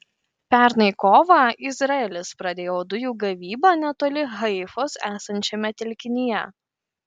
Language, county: Lithuanian, Kaunas